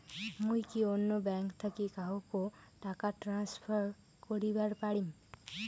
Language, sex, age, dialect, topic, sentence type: Bengali, female, <18, Rajbangshi, banking, statement